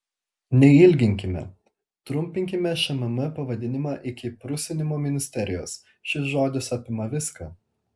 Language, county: Lithuanian, Telšiai